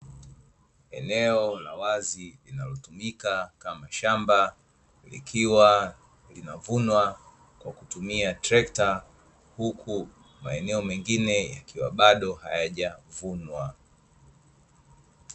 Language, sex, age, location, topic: Swahili, male, 25-35, Dar es Salaam, agriculture